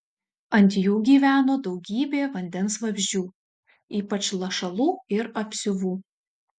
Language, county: Lithuanian, Šiauliai